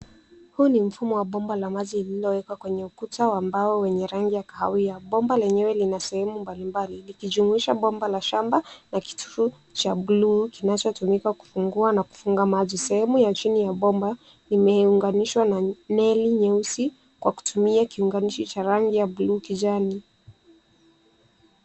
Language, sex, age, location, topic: Swahili, female, 18-24, Nairobi, government